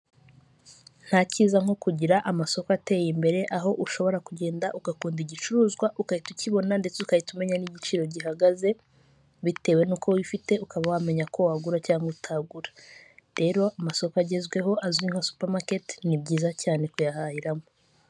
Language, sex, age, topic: Kinyarwanda, female, 18-24, finance